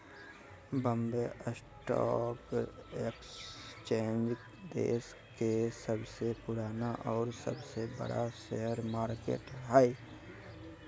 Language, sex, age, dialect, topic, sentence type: Magahi, male, 18-24, Southern, banking, statement